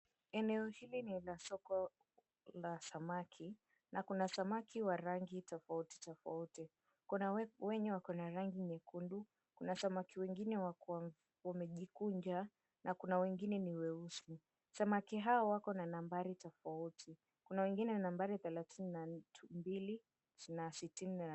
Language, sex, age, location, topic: Swahili, female, 18-24, Mombasa, agriculture